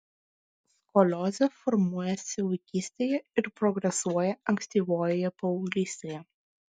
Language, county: Lithuanian, Klaipėda